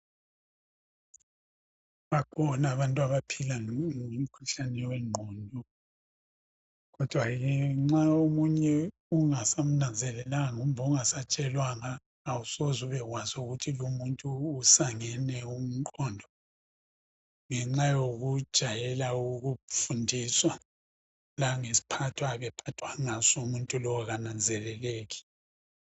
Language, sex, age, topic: North Ndebele, male, 50+, health